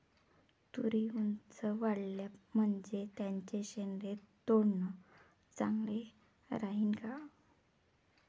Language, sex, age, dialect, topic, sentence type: Marathi, female, 25-30, Varhadi, agriculture, question